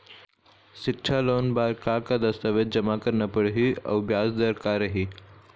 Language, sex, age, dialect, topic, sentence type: Chhattisgarhi, male, 18-24, Eastern, banking, question